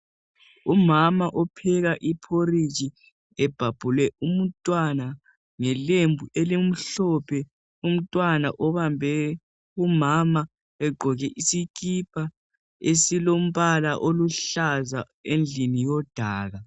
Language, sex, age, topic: North Ndebele, male, 18-24, health